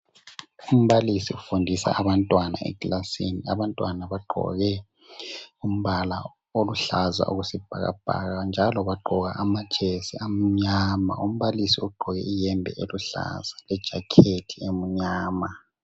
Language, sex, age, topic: North Ndebele, male, 18-24, education